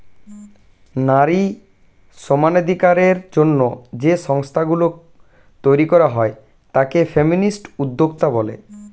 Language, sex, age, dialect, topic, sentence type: Bengali, male, 25-30, Standard Colloquial, banking, statement